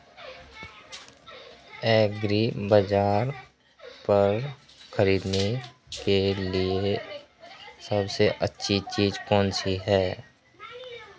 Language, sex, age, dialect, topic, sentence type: Hindi, male, 18-24, Marwari Dhudhari, agriculture, question